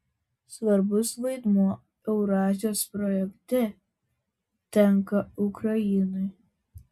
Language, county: Lithuanian, Vilnius